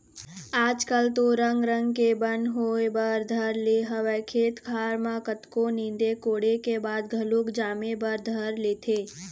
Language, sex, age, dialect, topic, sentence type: Chhattisgarhi, female, 25-30, Eastern, agriculture, statement